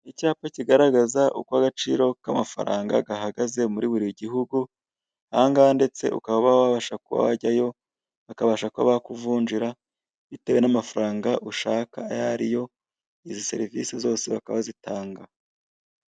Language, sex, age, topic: Kinyarwanda, male, 25-35, finance